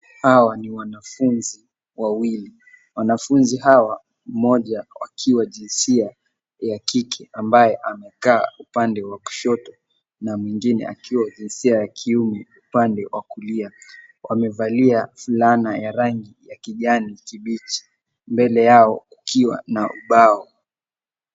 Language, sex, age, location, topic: Swahili, male, 18-24, Nairobi, education